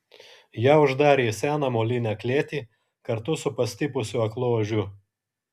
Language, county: Lithuanian, Kaunas